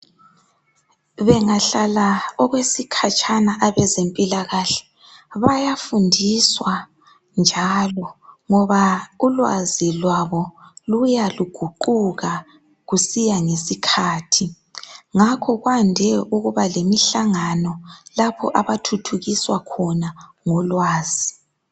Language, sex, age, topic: North Ndebele, female, 18-24, health